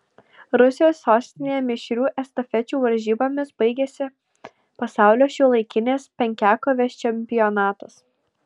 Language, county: Lithuanian, Alytus